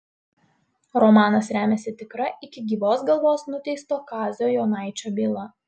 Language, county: Lithuanian, Utena